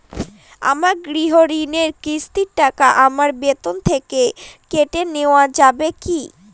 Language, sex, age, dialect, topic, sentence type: Bengali, female, 60-100, Northern/Varendri, banking, question